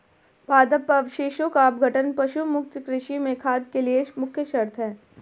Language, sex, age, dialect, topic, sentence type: Hindi, female, 18-24, Marwari Dhudhari, agriculture, statement